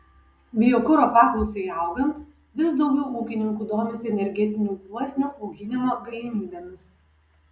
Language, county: Lithuanian, Kaunas